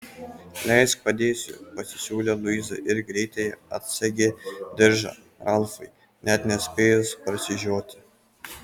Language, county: Lithuanian, Kaunas